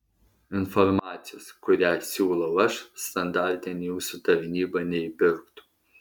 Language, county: Lithuanian, Alytus